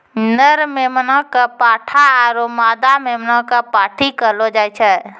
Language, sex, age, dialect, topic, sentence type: Maithili, female, 18-24, Angika, agriculture, statement